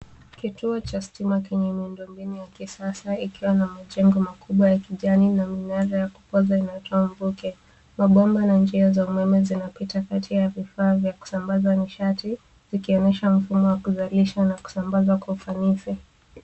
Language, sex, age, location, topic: Swahili, female, 18-24, Nairobi, government